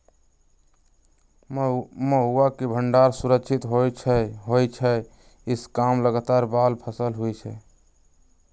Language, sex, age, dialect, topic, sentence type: Magahi, male, 18-24, Western, agriculture, statement